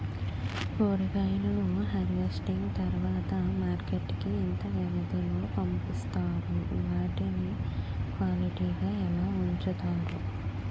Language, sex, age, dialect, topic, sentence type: Telugu, female, 18-24, Utterandhra, agriculture, question